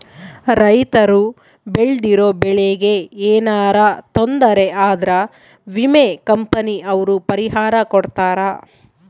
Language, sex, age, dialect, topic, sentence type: Kannada, female, 25-30, Central, agriculture, statement